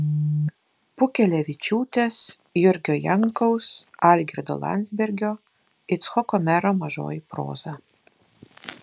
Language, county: Lithuanian, Vilnius